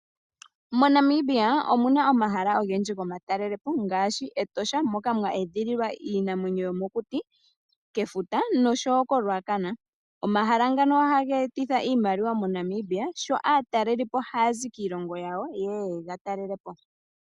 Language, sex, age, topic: Oshiwambo, female, 18-24, agriculture